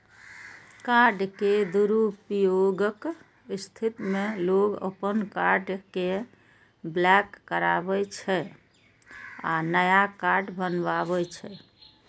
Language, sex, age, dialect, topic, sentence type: Maithili, female, 41-45, Eastern / Thethi, banking, statement